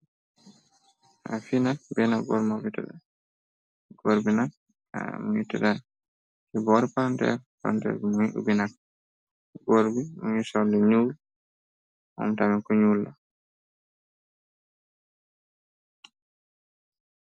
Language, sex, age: Wolof, male, 25-35